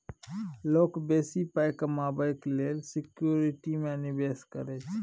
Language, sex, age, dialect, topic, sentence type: Maithili, male, 31-35, Bajjika, banking, statement